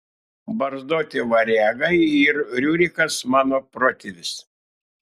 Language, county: Lithuanian, Šiauliai